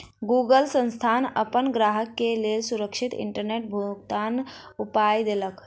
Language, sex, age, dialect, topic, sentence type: Maithili, female, 56-60, Southern/Standard, banking, statement